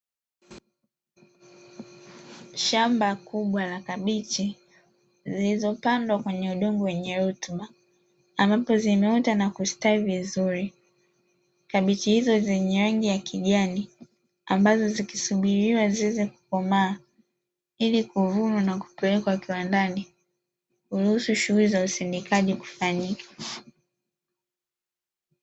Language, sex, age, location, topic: Swahili, female, 25-35, Dar es Salaam, agriculture